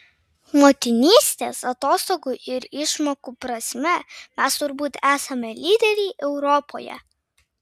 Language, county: Lithuanian, Vilnius